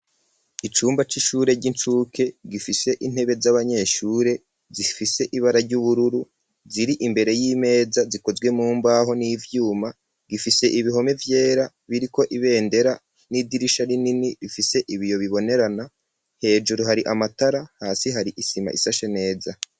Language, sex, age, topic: Rundi, male, 36-49, education